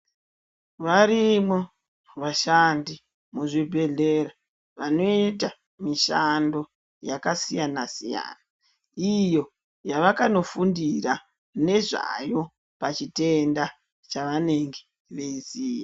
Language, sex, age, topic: Ndau, male, 50+, health